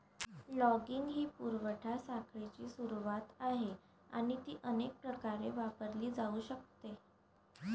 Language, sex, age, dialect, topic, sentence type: Marathi, female, 51-55, Varhadi, agriculture, statement